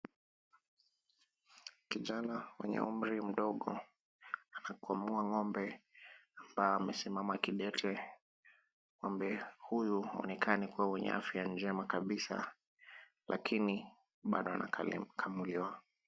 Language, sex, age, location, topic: Swahili, male, 25-35, Kisumu, agriculture